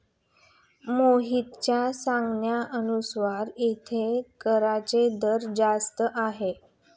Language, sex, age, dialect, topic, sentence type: Marathi, female, 25-30, Standard Marathi, banking, statement